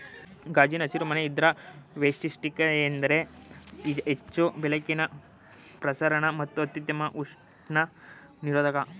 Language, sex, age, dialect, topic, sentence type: Kannada, male, 18-24, Mysore Kannada, agriculture, statement